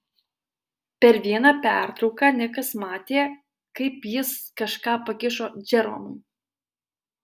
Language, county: Lithuanian, Alytus